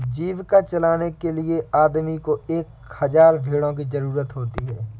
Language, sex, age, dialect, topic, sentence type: Hindi, female, 18-24, Awadhi Bundeli, agriculture, statement